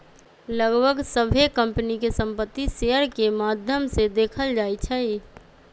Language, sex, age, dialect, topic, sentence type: Magahi, female, 25-30, Western, banking, statement